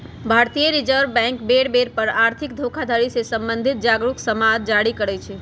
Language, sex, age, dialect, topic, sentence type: Magahi, male, 36-40, Western, banking, statement